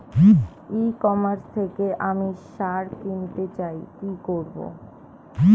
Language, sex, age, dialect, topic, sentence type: Bengali, female, 18-24, Standard Colloquial, agriculture, question